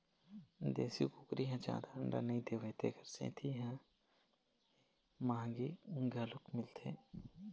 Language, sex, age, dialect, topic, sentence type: Chhattisgarhi, male, 18-24, Eastern, agriculture, statement